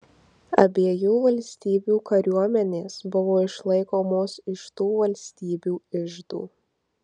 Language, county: Lithuanian, Marijampolė